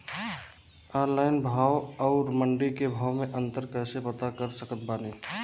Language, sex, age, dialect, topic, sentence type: Bhojpuri, male, 25-30, Southern / Standard, agriculture, question